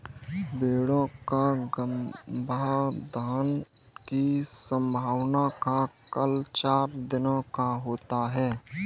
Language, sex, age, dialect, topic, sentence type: Hindi, male, 18-24, Kanauji Braj Bhasha, agriculture, statement